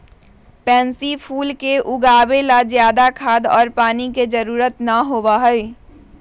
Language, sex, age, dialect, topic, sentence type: Magahi, female, 36-40, Western, agriculture, statement